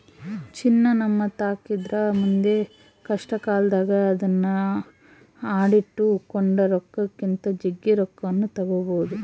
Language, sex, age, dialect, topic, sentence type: Kannada, female, 18-24, Central, banking, statement